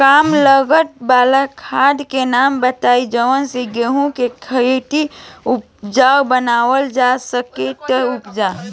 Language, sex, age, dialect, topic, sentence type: Bhojpuri, female, <18, Southern / Standard, agriculture, question